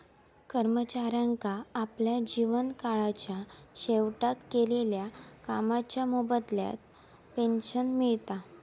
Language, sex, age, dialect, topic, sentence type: Marathi, female, 18-24, Southern Konkan, banking, statement